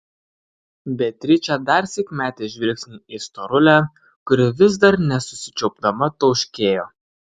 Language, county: Lithuanian, Kaunas